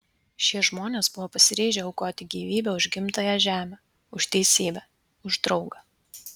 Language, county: Lithuanian, Vilnius